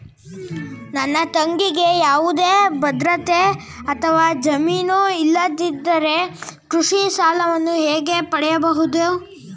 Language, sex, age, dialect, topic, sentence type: Kannada, female, 18-24, Mysore Kannada, agriculture, statement